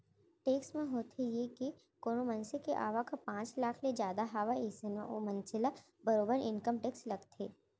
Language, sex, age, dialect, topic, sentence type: Chhattisgarhi, female, 36-40, Central, banking, statement